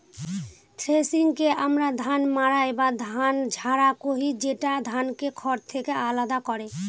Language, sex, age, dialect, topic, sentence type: Bengali, female, 25-30, Northern/Varendri, agriculture, statement